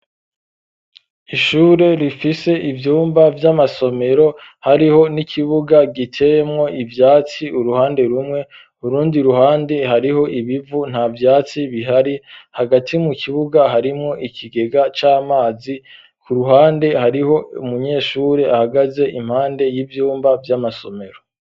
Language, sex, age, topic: Rundi, male, 25-35, education